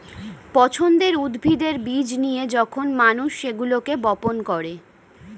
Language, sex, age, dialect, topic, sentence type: Bengali, female, 25-30, Standard Colloquial, agriculture, statement